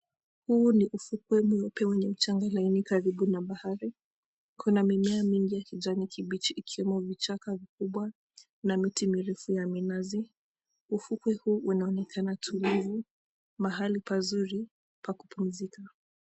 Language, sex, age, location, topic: Swahili, female, 18-24, Mombasa, agriculture